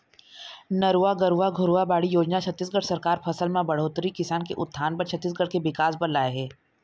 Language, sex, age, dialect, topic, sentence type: Chhattisgarhi, female, 31-35, Eastern, agriculture, statement